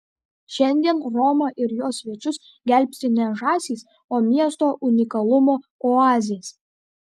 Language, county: Lithuanian, Kaunas